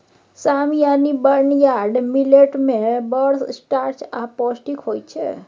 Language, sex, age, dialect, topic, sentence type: Maithili, female, 36-40, Bajjika, agriculture, statement